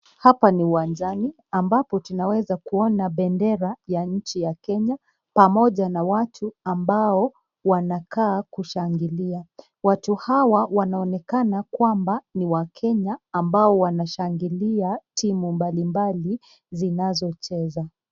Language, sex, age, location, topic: Swahili, female, 25-35, Nakuru, government